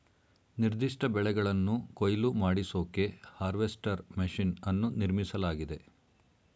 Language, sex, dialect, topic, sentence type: Kannada, male, Mysore Kannada, agriculture, statement